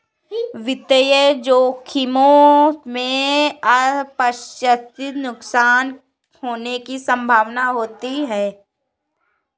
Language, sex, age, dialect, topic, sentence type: Hindi, female, 56-60, Kanauji Braj Bhasha, banking, statement